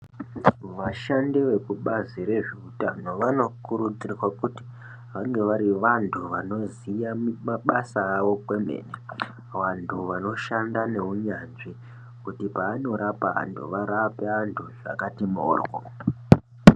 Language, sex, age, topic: Ndau, male, 18-24, health